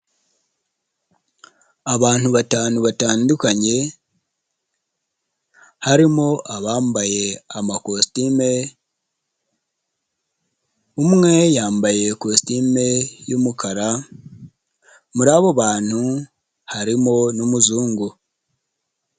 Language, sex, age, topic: Kinyarwanda, male, 25-35, health